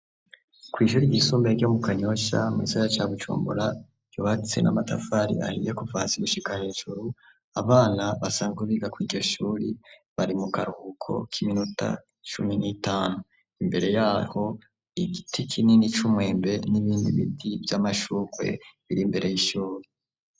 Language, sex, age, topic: Rundi, male, 25-35, education